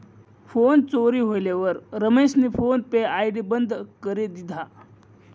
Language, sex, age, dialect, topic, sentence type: Marathi, male, 56-60, Northern Konkan, banking, statement